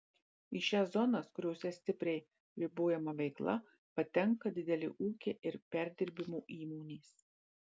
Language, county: Lithuanian, Marijampolė